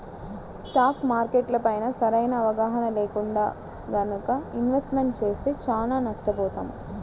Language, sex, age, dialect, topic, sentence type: Telugu, female, 25-30, Central/Coastal, banking, statement